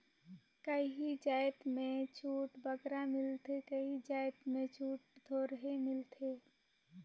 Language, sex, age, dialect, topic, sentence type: Chhattisgarhi, female, 18-24, Northern/Bhandar, banking, statement